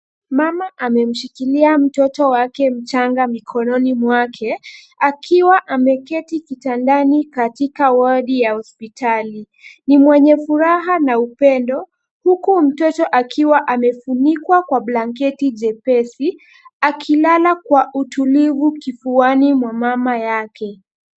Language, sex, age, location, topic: Swahili, female, 25-35, Kisumu, health